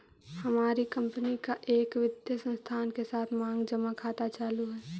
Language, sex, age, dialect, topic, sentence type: Magahi, female, 18-24, Central/Standard, agriculture, statement